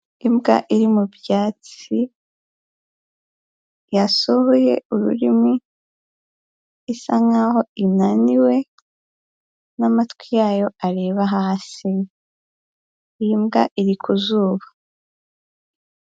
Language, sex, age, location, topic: Kinyarwanda, female, 18-24, Huye, agriculture